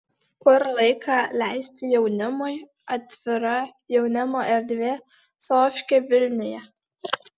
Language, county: Lithuanian, Alytus